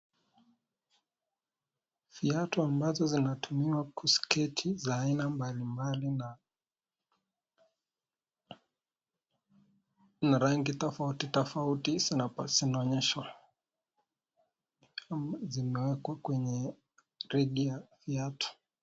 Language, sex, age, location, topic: Swahili, male, 18-24, Nakuru, finance